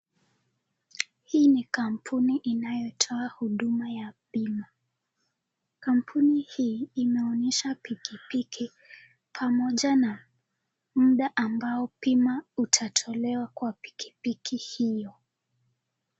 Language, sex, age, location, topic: Swahili, female, 18-24, Nakuru, finance